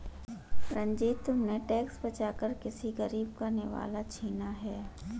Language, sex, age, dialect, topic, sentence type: Hindi, female, 41-45, Hindustani Malvi Khadi Boli, banking, statement